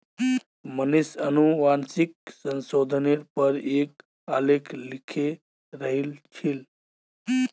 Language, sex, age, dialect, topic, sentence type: Magahi, male, 25-30, Northeastern/Surjapuri, agriculture, statement